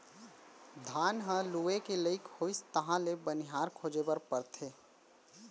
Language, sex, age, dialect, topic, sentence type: Chhattisgarhi, male, 18-24, Central, agriculture, statement